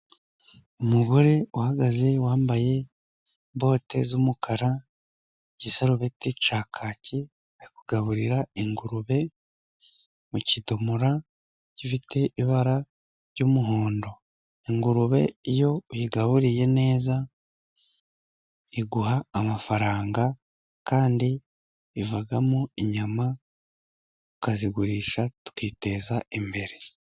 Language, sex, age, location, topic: Kinyarwanda, male, 36-49, Musanze, agriculture